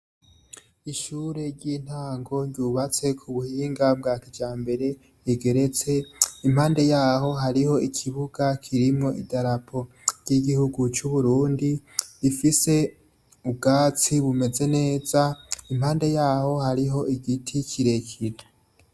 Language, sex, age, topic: Rundi, male, 18-24, education